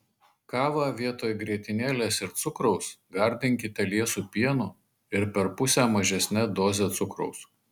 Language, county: Lithuanian, Marijampolė